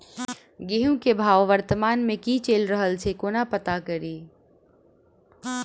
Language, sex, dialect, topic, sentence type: Maithili, female, Southern/Standard, agriculture, question